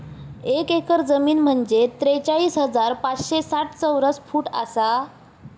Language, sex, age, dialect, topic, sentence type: Marathi, male, 18-24, Southern Konkan, agriculture, statement